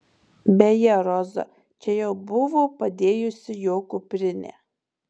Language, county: Lithuanian, Marijampolė